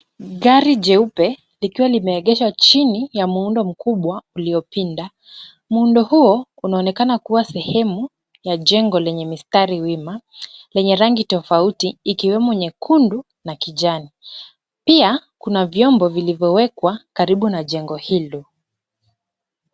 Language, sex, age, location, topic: Swahili, female, 25-35, Kisumu, finance